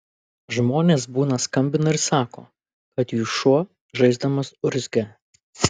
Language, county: Lithuanian, Kaunas